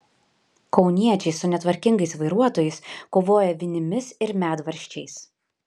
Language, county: Lithuanian, Panevėžys